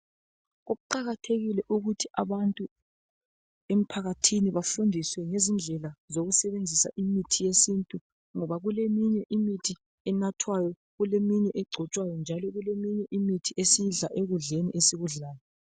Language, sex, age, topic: North Ndebele, female, 36-49, health